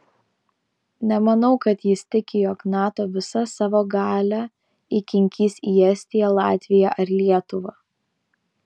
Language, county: Lithuanian, Vilnius